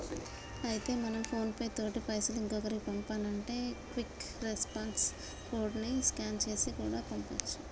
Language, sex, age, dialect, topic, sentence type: Telugu, female, 25-30, Telangana, banking, statement